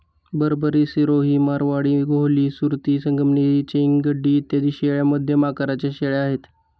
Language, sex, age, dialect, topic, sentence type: Marathi, male, 31-35, Standard Marathi, agriculture, statement